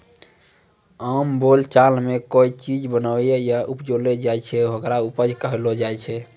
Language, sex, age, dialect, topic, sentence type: Maithili, male, 18-24, Angika, agriculture, statement